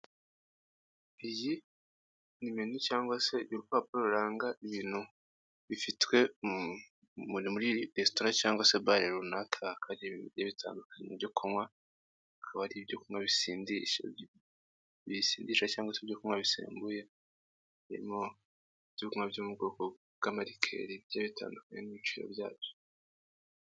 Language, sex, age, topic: Kinyarwanda, male, 18-24, finance